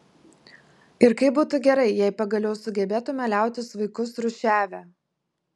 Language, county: Lithuanian, Vilnius